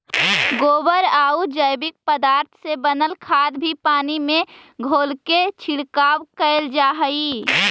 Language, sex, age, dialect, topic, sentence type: Magahi, female, 25-30, Central/Standard, banking, statement